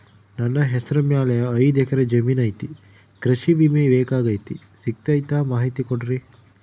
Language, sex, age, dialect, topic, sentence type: Kannada, male, 25-30, Central, banking, question